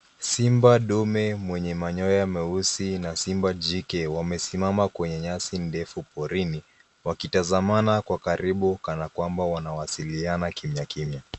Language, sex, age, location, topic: Swahili, male, 18-24, Nairobi, government